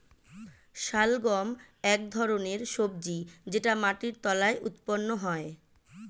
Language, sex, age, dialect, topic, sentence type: Bengali, female, 36-40, Standard Colloquial, agriculture, statement